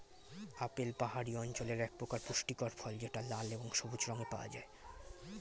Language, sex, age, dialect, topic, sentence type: Bengali, male, 18-24, Standard Colloquial, agriculture, statement